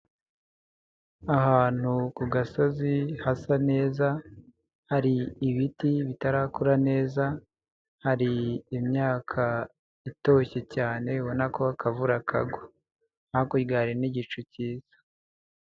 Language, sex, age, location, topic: Kinyarwanda, male, 25-35, Nyagatare, agriculture